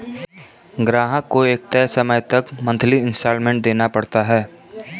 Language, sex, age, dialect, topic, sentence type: Hindi, male, 25-30, Kanauji Braj Bhasha, banking, statement